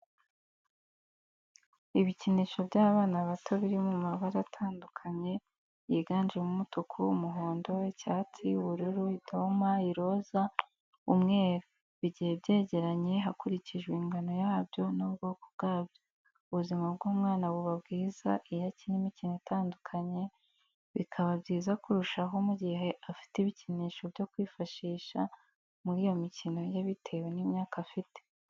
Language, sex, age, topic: Kinyarwanda, female, 18-24, education